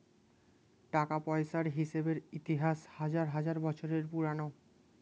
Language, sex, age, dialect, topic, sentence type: Bengali, male, 18-24, Standard Colloquial, banking, statement